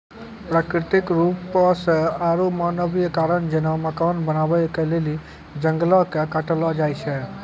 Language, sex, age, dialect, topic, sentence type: Maithili, male, 18-24, Angika, agriculture, statement